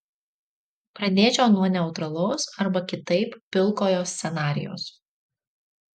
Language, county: Lithuanian, Marijampolė